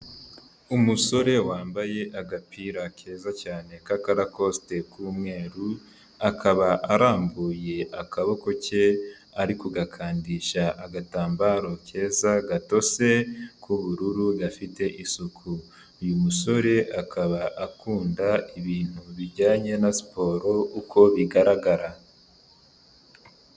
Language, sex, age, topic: Kinyarwanda, male, 18-24, health